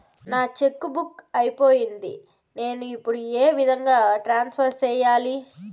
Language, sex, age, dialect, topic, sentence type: Telugu, female, 25-30, Southern, banking, question